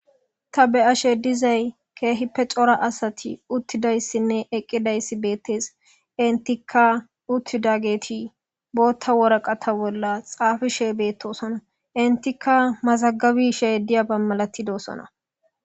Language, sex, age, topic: Gamo, female, 18-24, government